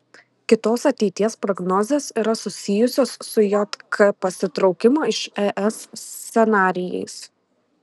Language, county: Lithuanian, Šiauliai